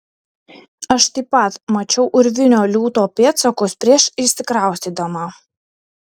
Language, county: Lithuanian, Šiauliai